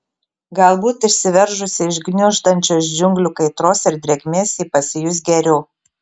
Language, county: Lithuanian, Telšiai